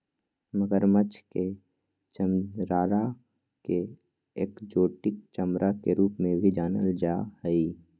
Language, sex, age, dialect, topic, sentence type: Magahi, male, 25-30, Western, agriculture, statement